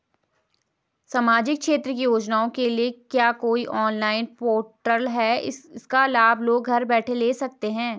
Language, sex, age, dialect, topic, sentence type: Hindi, female, 18-24, Garhwali, banking, question